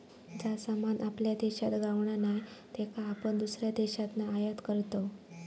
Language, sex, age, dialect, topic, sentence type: Marathi, female, 25-30, Southern Konkan, banking, statement